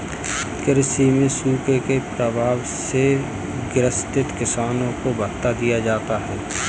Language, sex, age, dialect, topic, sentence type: Hindi, male, 25-30, Kanauji Braj Bhasha, agriculture, statement